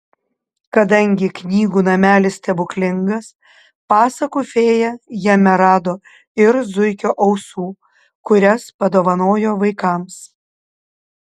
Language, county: Lithuanian, Panevėžys